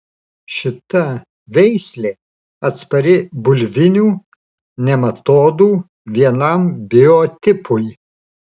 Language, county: Lithuanian, Alytus